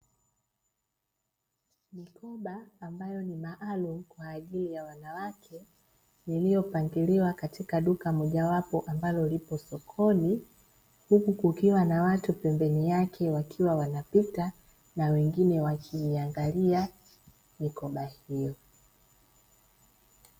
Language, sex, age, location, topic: Swahili, female, 25-35, Dar es Salaam, finance